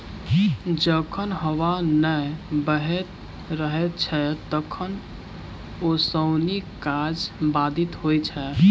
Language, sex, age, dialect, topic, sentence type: Maithili, male, 18-24, Southern/Standard, agriculture, statement